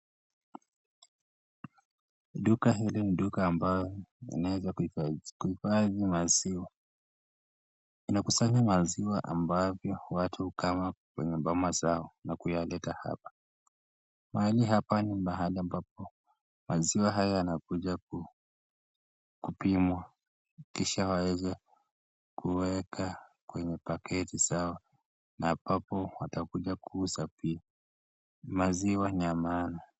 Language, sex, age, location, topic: Swahili, male, 18-24, Nakuru, finance